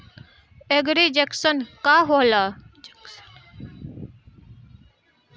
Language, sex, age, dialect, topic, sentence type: Bhojpuri, female, 25-30, Northern, agriculture, question